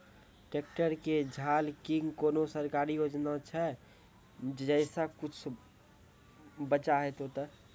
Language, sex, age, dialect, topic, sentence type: Maithili, male, 18-24, Angika, agriculture, question